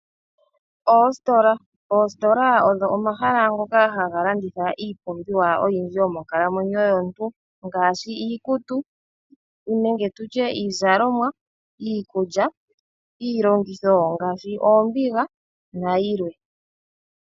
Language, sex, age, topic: Oshiwambo, female, 25-35, finance